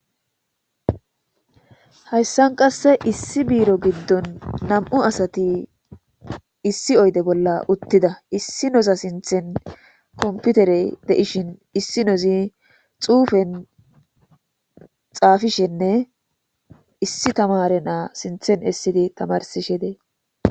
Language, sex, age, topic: Gamo, female, 18-24, government